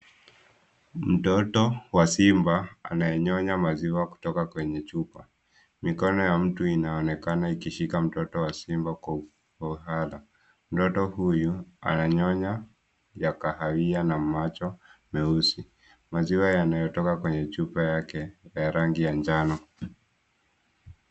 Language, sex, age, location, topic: Swahili, male, 18-24, Nairobi, government